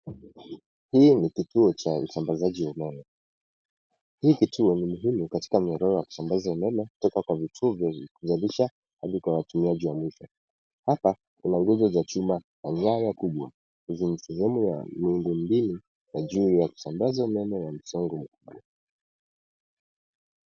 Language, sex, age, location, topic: Swahili, male, 18-24, Nairobi, government